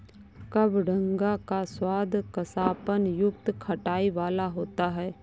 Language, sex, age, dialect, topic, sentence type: Hindi, female, 25-30, Awadhi Bundeli, agriculture, statement